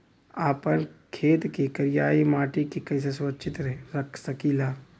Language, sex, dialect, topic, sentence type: Bhojpuri, male, Western, agriculture, question